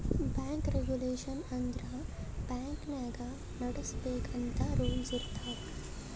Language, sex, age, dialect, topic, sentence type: Kannada, male, 18-24, Northeastern, banking, statement